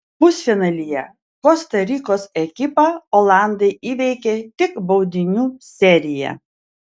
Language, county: Lithuanian, Vilnius